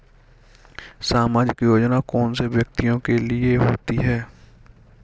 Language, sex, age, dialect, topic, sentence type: Hindi, male, 60-100, Kanauji Braj Bhasha, banking, question